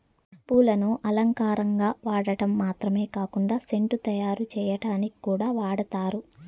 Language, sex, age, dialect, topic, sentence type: Telugu, female, 18-24, Southern, agriculture, statement